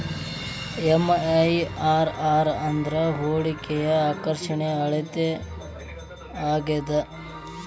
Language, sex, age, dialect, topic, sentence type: Kannada, male, 18-24, Dharwad Kannada, banking, statement